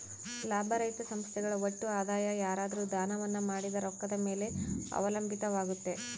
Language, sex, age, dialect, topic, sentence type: Kannada, female, 31-35, Central, banking, statement